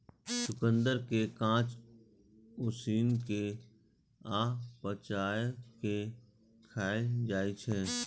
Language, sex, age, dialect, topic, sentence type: Maithili, male, 31-35, Eastern / Thethi, agriculture, statement